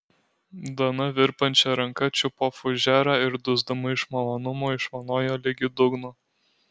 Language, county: Lithuanian, Alytus